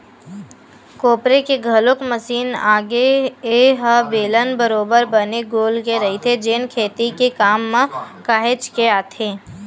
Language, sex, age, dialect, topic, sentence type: Chhattisgarhi, female, 18-24, Western/Budati/Khatahi, agriculture, statement